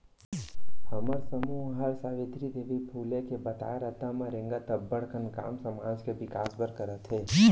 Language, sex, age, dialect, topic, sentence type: Chhattisgarhi, male, 60-100, Central, banking, statement